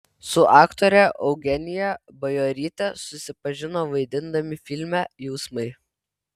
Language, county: Lithuanian, Vilnius